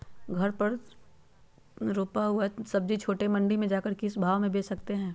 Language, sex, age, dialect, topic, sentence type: Magahi, female, 41-45, Western, agriculture, question